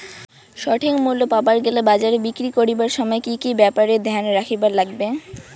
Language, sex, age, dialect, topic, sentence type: Bengali, female, 18-24, Rajbangshi, agriculture, question